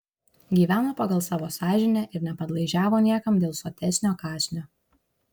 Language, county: Lithuanian, Šiauliai